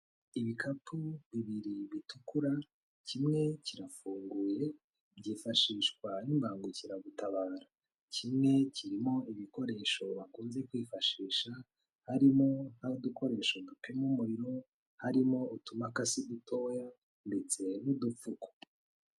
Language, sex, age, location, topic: Kinyarwanda, male, 25-35, Kigali, health